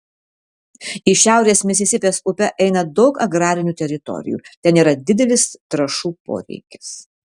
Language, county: Lithuanian, Vilnius